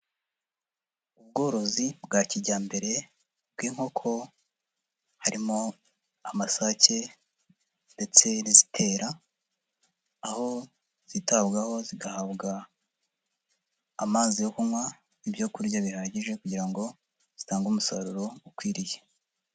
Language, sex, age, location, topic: Kinyarwanda, male, 50+, Huye, agriculture